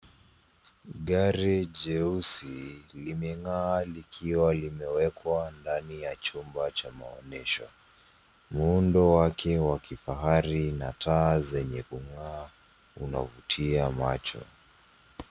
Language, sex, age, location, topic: Swahili, female, 18-24, Nairobi, finance